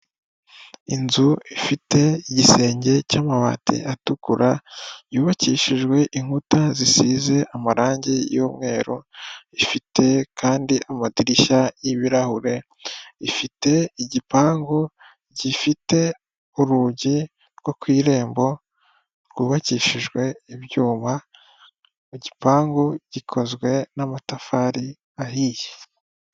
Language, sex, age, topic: Kinyarwanda, male, 18-24, government